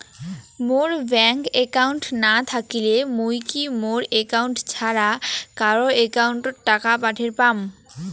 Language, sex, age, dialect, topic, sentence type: Bengali, female, 18-24, Rajbangshi, banking, question